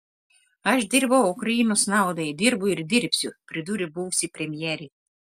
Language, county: Lithuanian, Telšiai